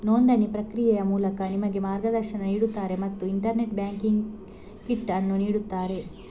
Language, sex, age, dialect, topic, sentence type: Kannada, female, 51-55, Coastal/Dakshin, banking, statement